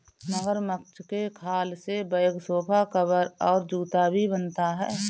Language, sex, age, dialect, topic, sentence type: Hindi, female, 25-30, Awadhi Bundeli, agriculture, statement